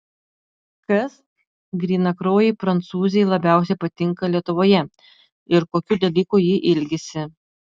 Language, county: Lithuanian, Utena